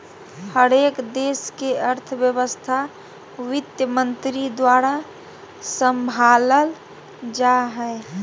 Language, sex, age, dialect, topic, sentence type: Magahi, female, 31-35, Southern, banking, statement